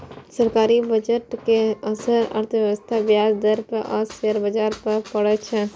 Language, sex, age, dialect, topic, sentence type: Maithili, female, 41-45, Eastern / Thethi, banking, statement